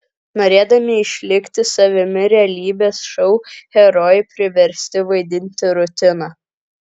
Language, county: Lithuanian, Kaunas